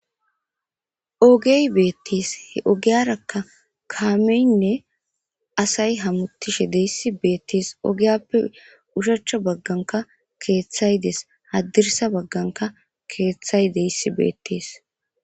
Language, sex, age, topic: Gamo, male, 18-24, government